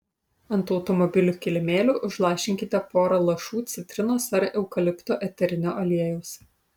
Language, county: Lithuanian, Utena